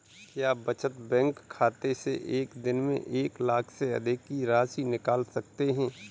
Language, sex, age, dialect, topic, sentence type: Hindi, male, 31-35, Kanauji Braj Bhasha, banking, question